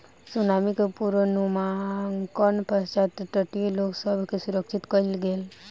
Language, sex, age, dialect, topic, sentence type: Maithili, female, 18-24, Southern/Standard, agriculture, statement